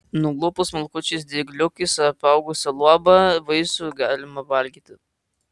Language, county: Lithuanian, Kaunas